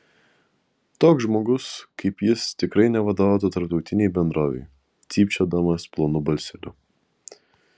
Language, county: Lithuanian, Kaunas